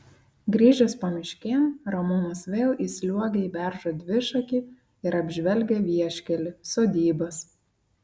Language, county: Lithuanian, Klaipėda